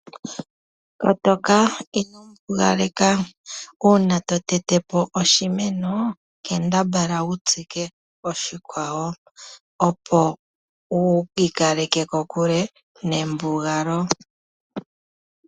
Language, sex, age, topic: Oshiwambo, male, 18-24, agriculture